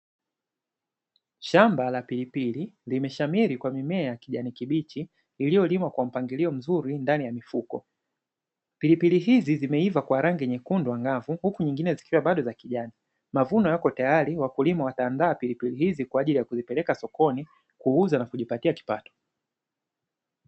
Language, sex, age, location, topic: Swahili, male, 25-35, Dar es Salaam, agriculture